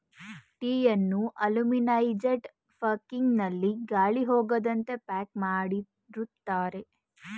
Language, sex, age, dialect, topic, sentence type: Kannada, female, 18-24, Mysore Kannada, agriculture, statement